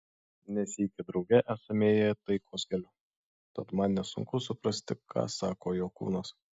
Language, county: Lithuanian, Šiauliai